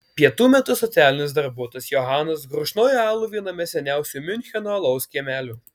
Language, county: Lithuanian, Alytus